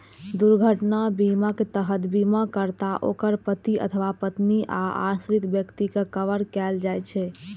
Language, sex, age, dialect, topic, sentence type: Maithili, female, 46-50, Eastern / Thethi, banking, statement